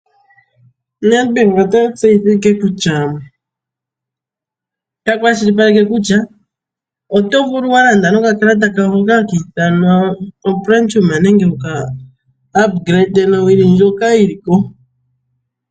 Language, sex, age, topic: Oshiwambo, female, 25-35, finance